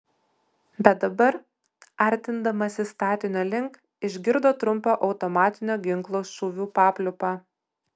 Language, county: Lithuanian, Utena